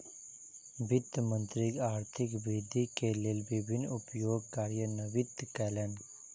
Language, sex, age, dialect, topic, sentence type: Maithili, male, 51-55, Southern/Standard, banking, statement